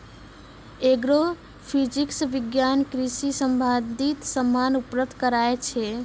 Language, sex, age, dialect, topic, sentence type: Maithili, female, 51-55, Angika, agriculture, statement